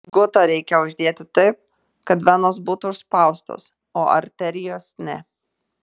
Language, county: Lithuanian, Tauragė